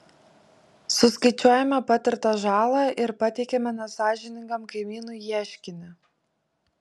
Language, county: Lithuanian, Vilnius